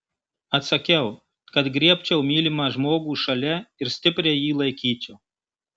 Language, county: Lithuanian, Marijampolė